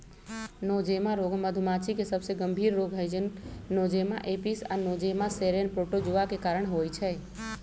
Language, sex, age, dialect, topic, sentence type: Magahi, male, 25-30, Western, agriculture, statement